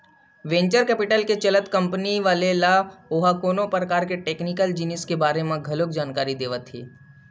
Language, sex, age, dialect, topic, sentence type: Chhattisgarhi, male, 18-24, Western/Budati/Khatahi, banking, statement